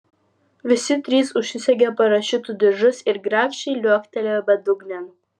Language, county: Lithuanian, Vilnius